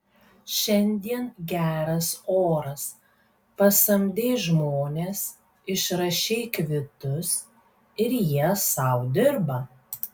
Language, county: Lithuanian, Kaunas